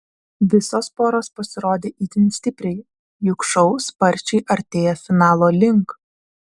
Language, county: Lithuanian, Vilnius